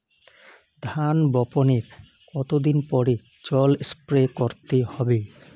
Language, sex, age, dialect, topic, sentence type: Bengali, male, 25-30, Rajbangshi, agriculture, question